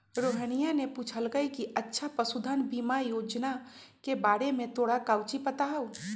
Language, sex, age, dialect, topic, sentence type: Magahi, male, 18-24, Western, agriculture, statement